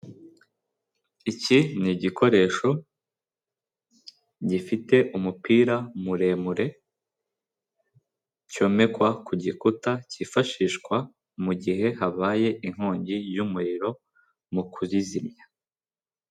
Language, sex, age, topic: Kinyarwanda, male, 18-24, government